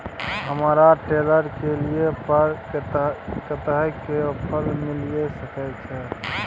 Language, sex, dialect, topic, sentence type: Maithili, male, Bajjika, agriculture, question